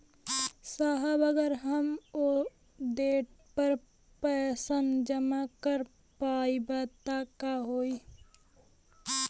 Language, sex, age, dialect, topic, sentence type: Bhojpuri, female, 18-24, Western, banking, question